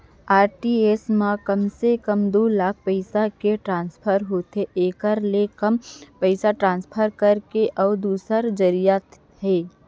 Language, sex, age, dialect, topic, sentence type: Chhattisgarhi, female, 25-30, Central, banking, statement